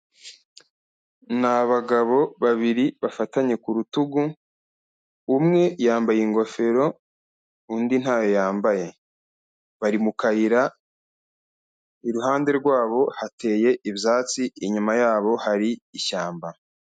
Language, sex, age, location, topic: Kinyarwanda, male, 25-35, Kigali, health